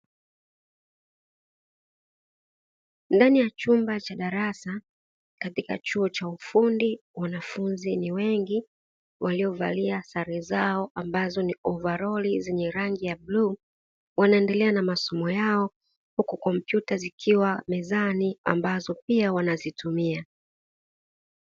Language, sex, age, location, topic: Swahili, female, 36-49, Dar es Salaam, education